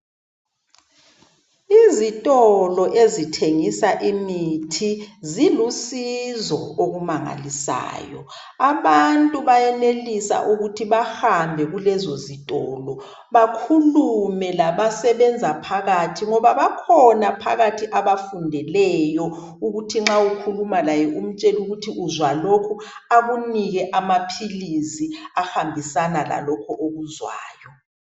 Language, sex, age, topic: North Ndebele, male, 36-49, health